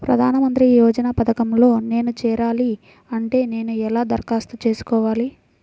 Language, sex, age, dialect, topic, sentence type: Telugu, female, 25-30, Central/Coastal, banking, question